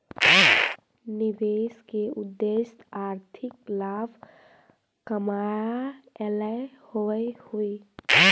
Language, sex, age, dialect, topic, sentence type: Magahi, female, 25-30, Central/Standard, banking, statement